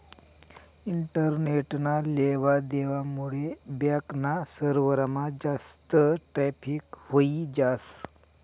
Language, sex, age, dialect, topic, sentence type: Marathi, male, 51-55, Northern Konkan, banking, statement